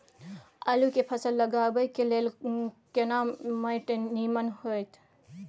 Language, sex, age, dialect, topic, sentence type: Maithili, female, 25-30, Bajjika, agriculture, question